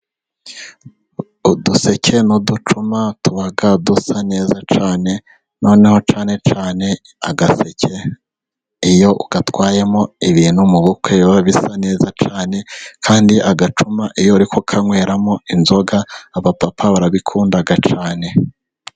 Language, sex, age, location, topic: Kinyarwanda, male, 18-24, Musanze, government